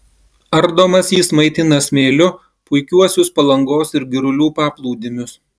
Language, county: Lithuanian, Klaipėda